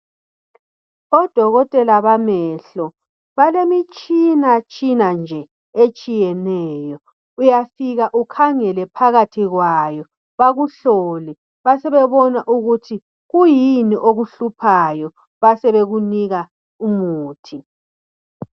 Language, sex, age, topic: North Ndebele, male, 18-24, health